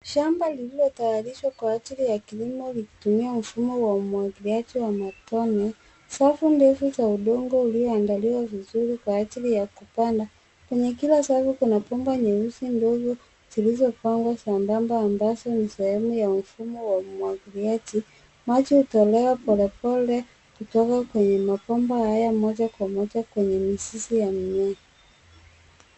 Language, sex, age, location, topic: Swahili, female, 36-49, Nairobi, agriculture